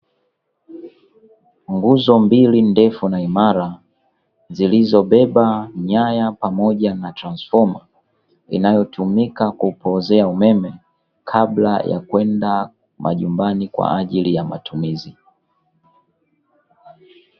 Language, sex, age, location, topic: Swahili, male, 25-35, Dar es Salaam, government